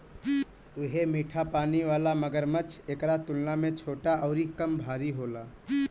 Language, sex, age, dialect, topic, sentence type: Bhojpuri, male, 18-24, Northern, agriculture, statement